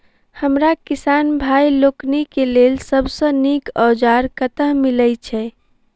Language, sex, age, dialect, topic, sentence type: Maithili, female, 18-24, Southern/Standard, agriculture, question